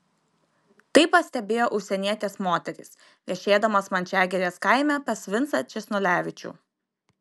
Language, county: Lithuanian, Kaunas